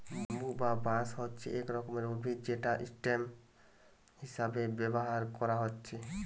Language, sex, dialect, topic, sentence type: Bengali, male, Western, agriculture, statement